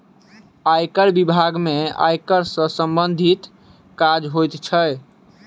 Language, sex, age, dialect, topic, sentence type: Maithili, male, 18-24, Southern/Standard, banking, statement